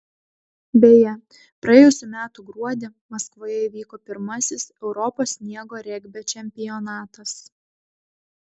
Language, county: Lithuanian, Vilnius